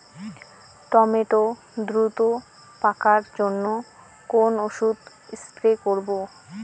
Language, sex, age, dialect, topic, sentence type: Bengali, female, 25-30, Rajbangshi, agriculture, question